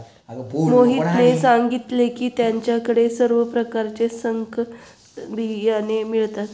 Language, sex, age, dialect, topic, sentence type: Marathi, female, 25-30, Standard Marathi, agriculture, statement